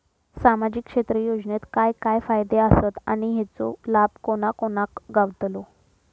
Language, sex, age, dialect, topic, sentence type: Marathi, female, 25-30, Southern Konkan, banking, question